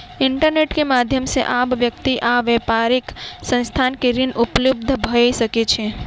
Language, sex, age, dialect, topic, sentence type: Maithili, female, 18-24, Southern/Standard, banking, statement